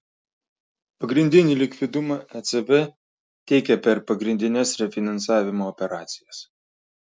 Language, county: Lithuanian, Klaipėda